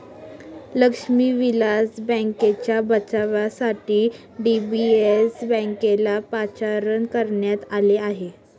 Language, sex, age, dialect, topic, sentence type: Marathi, female, 18-24, Northern Konkan, banking, statement